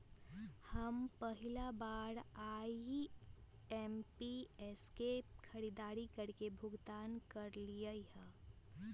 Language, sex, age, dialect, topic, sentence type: Magahi, female, 18-24, Western, banking, statement